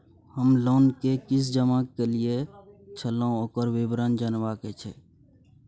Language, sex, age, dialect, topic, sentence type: Maithili, male, 31-35, Bajjika, banking, question